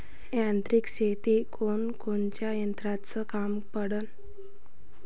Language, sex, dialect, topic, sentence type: Marathi, female, Varhadi, agriculture, question